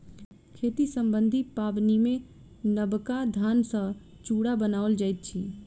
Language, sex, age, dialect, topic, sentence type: Maithili, female, 25-30, Southern/Standard, agriculture, statement